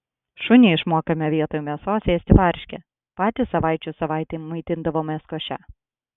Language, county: Lithuanian, Klaipėda